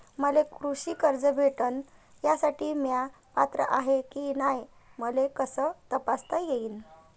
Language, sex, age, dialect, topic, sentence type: Marathi, female, 31-35, Varhadi, banking, question